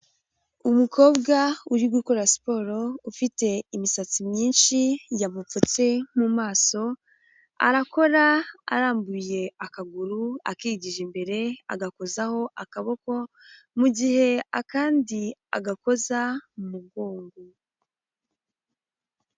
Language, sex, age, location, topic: Kinyarwanda, female, 18-24, Huye, health